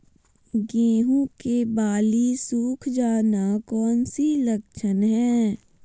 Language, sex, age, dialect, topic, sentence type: Magahi, female, 18-24, Southern, agriculture, question